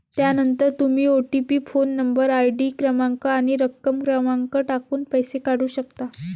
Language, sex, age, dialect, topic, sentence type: Marathi, female, 18-24, Varhadi, banking, statement